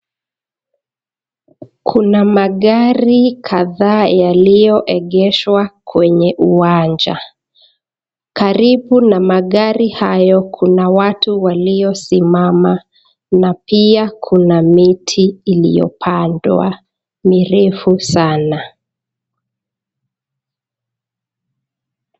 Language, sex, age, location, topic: Swahili, female, 25-35, Nakuru, finance